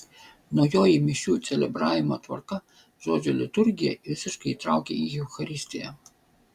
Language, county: Lithuanian, Vilnius